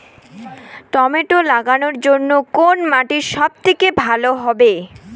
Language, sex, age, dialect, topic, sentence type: Bengali, female, 18-24, Rajbangshi, agriculture, question